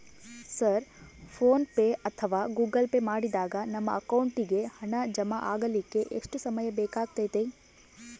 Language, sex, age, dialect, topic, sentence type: Kannada, female, 18-24, Central, banking, question